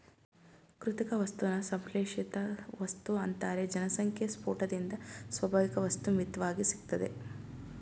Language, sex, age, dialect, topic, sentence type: Kannada, female, 25-30, Mysore Kannada, agriculture, statement